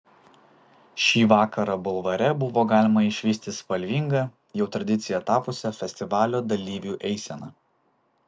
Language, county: Lithuanian, Vilnius